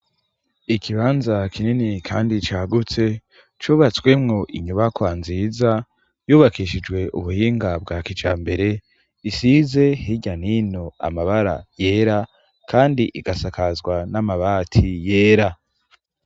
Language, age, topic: Rundi, 18-24, education